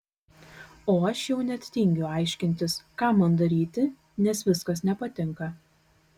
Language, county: Lithuanian, Kaunas